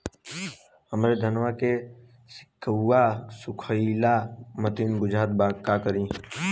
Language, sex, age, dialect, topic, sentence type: Bhojpuri, male, 18-24, Western, agriculture, question